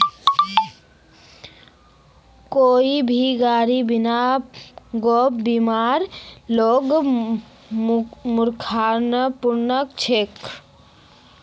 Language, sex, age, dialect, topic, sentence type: Magahi, female, 36-40, Northeastern/Surjapuri, banking, statement